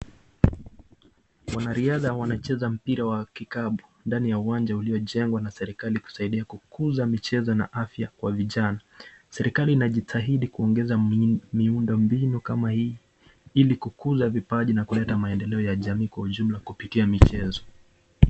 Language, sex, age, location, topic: Swahili, male, 25-35, Nakuru, government